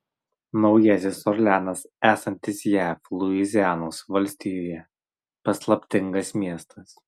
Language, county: Lithuanian, Marijampolė